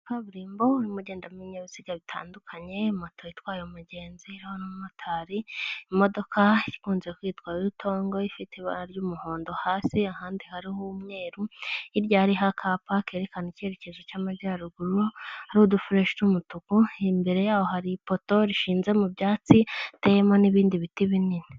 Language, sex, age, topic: Kinyarwanda, female, 25-35, government